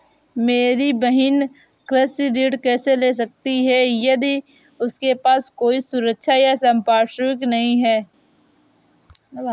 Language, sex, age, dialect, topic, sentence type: Hindi, female, 18-24, Awadhi Bundeli, agriculture, statement